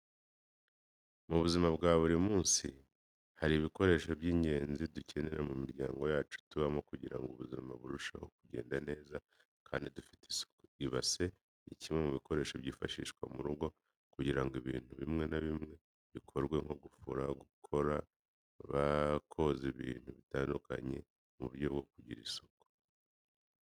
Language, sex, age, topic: Kinyarwanda, male, 25-35, education